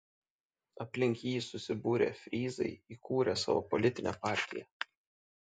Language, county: Lithuanian, Šiauliai